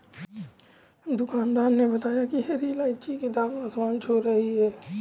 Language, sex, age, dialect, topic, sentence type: Hindi, male, 18-24, Awadhi Bundeli, agriculture, statement